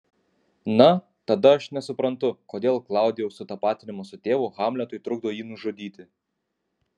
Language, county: Lithuanian, Kaunas